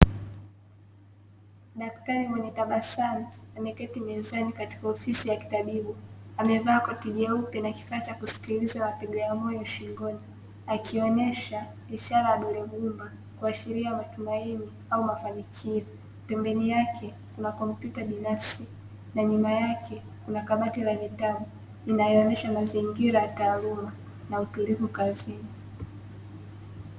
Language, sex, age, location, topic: Swahili, female, 18-24, Dar es Salaam, health